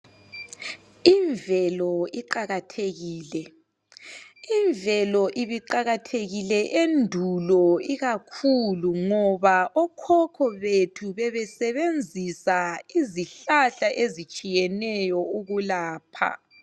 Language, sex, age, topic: North Ndebele, female, 25-35, health